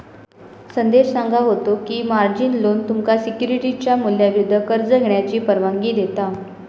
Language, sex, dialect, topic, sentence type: Marathi, female, Southern Konkan, banking, statement